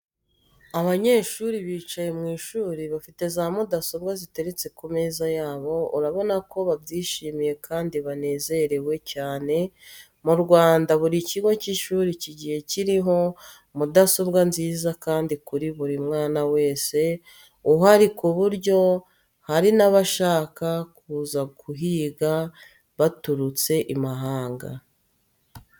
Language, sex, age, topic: Kinyarwanda, female, 36-49, education